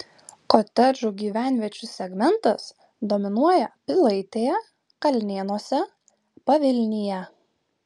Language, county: Lithuanian, Vilnius